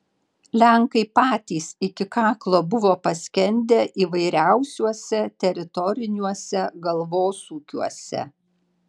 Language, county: Lithuanian, Panevėžys